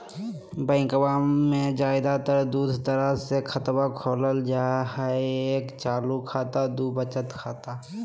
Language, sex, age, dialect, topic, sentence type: Magahi, male, 18-24, Southern, banking, question